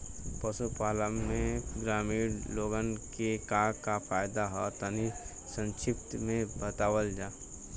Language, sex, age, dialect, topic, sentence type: Bhojpuri, male, 18-24, Western, agriculture, question